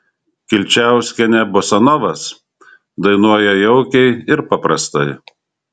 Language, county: Lithuanian, Šiauliai